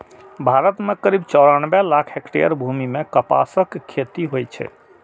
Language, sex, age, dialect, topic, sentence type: Maithili, male, 41-45, Eastern / Thethi, agriculture, statement